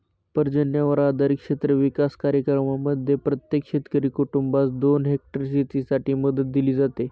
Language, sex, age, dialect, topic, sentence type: Marathi, male, 18-24, Northern Konkan, agriculture, statement